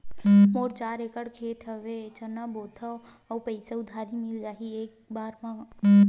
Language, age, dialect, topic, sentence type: Chhattisgarhi, 18-24, Western/Budati/Khatahi, banking, question